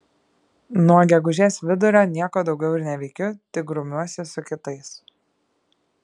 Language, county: Lithuanian, Šiauliai